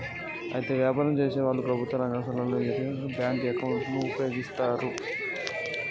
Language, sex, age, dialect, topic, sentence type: Telugu, male, 25-30, Telangana, banking, statement